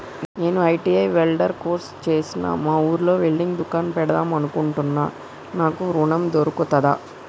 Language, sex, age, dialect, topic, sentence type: Telugu, female, 25-30, Telangana, banking, question